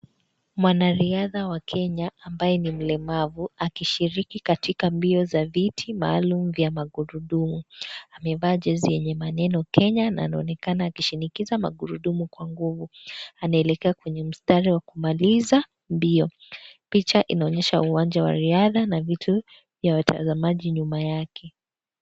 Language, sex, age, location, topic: Swahili, female, 18-24, Kisii, education